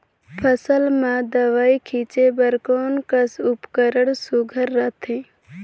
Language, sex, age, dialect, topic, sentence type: Chhattisgarhi, female, 18-24, Northern/Bhandar, agriculture, question